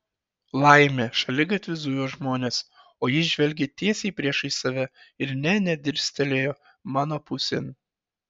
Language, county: Lithuanian, Šiauliai